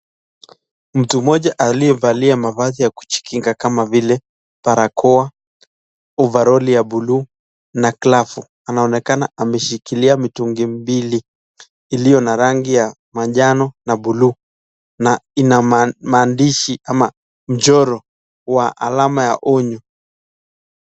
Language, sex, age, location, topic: Swahili, male, 25-35, Nakuru, health